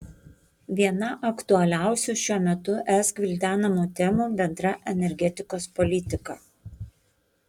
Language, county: Lithuanian, Panevėžys